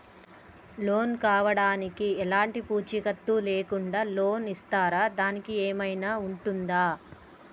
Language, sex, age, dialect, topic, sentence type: Telugu, female, 25-30, Telangana, banking, question